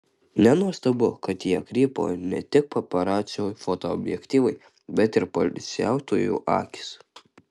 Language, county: Lithuanian, Kaunas